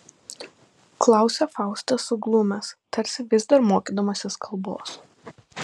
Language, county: Lithuanian, Panevėžys